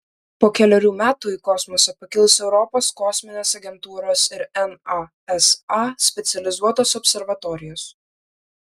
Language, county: Lithuanian, Vilnius